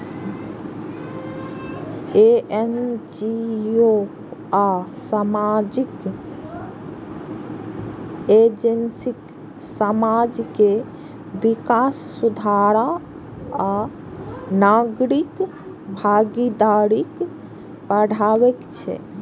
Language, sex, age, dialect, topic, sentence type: Maithili, female, 25-30, Eastern / Thethi, banking, statement